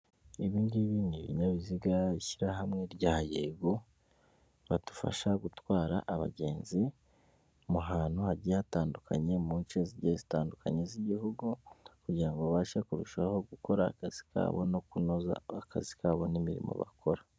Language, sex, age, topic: Kinyarwanda, female, 18-24, government